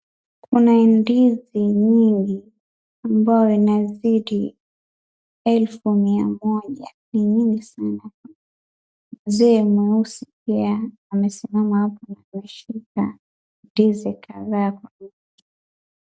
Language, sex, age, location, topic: Swahili, female, 18-24, Wajir, agriculture